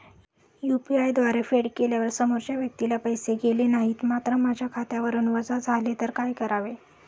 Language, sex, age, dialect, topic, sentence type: Marathi, female, 31-35, Standard Marathi, banking, question